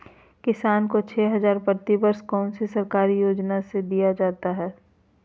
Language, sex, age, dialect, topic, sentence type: Magahi, female, 25-30, Southern, agriculture, question